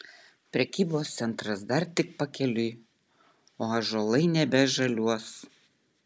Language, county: Lithuanian, Utena